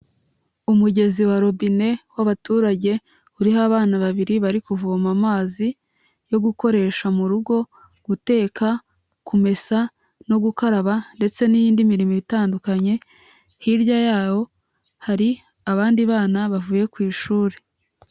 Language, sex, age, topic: Kinyarwanda, female, 25-35, health